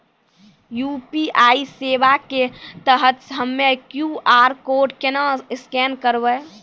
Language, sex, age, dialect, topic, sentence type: Maithili, female, 18-24, Angika, banking, question